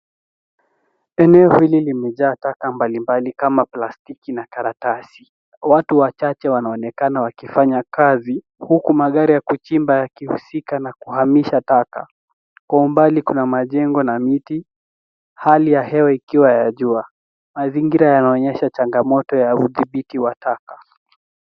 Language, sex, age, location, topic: Swahili, male, 18-24, Nairobi, government